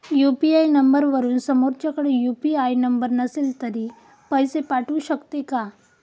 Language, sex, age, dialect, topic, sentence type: Marathi, female, 18-24, Standard Marathi, banking, question